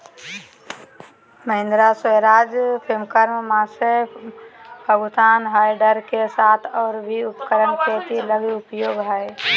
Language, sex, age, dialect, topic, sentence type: Magahi, male, 18-24, Southern, agriculture, statement